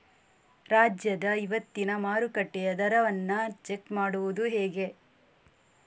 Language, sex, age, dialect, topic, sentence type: Kannada, female, 18-24, Coastal/Dakshin, agriculture, question